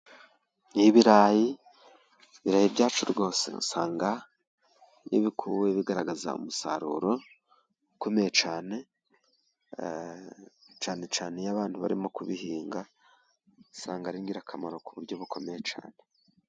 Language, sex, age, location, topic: Kinyarwanda, male, 36-49, Musanze, agriculture